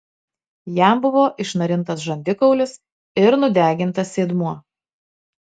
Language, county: Lithuanian, Marijampolė